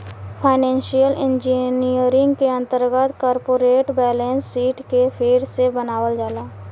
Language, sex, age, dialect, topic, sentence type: Bhojpuri, female, 18-24, Southern / Standard, banking, statement